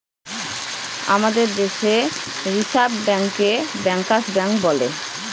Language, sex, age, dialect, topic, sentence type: Bengali, female, 31-35, Northern/Varendri, banking, statement